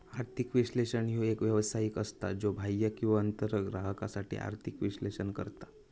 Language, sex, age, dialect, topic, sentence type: Marathi, male, 18-24, Southern Konkan, banking, statement